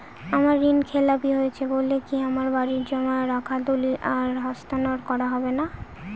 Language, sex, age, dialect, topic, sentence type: Bengali, female, 18-24, Northern/Varendri, banking, question